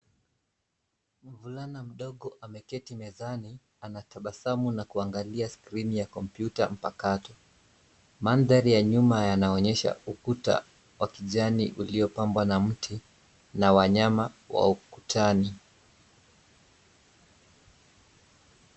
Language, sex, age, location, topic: Swahili, male, 25-35, Nairobi, education